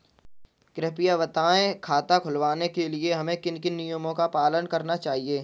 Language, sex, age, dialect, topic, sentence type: Hindi, male, 31-35, Kanauji Braj Bhasha, banking, question